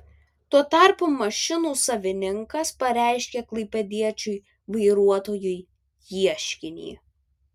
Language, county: Lithuanian, Vilnius